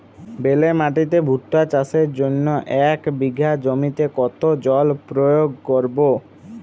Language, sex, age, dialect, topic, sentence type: Bengali, male, 25-30, Jharkhandi, agriculture, question